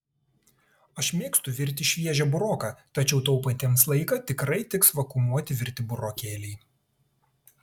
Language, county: Lithuanian, Tauragė